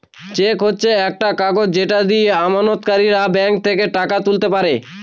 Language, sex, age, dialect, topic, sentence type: Bengali, male, 41-45, Northern/Varendri, banking, statement